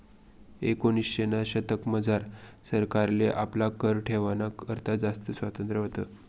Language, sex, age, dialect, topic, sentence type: Marathi, male, 25-30, Northern Konkan, banking, statement